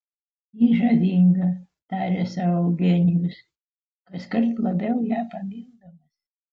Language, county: Lithuanian, Utena